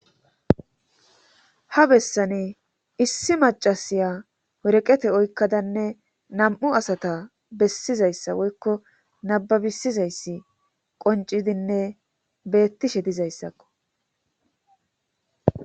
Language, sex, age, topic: Gamo, female, 25-35, government